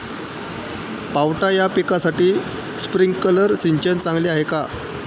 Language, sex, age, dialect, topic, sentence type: Marathi, male, 18-24, Standard Marathi, agriculture, question